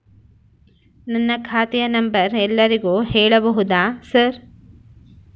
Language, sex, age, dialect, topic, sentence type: Kannada, female, 31-35, Central, banking, question